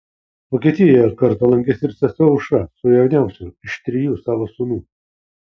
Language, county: Lithuanian, Kaunas